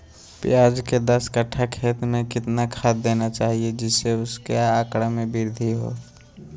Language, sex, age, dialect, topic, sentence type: Magahi, male, 25-30, Western, agriculture, question